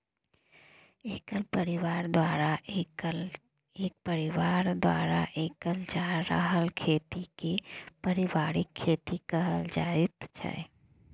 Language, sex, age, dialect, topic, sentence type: Maithili, female, 31-35, Bajjika, agriculture, statement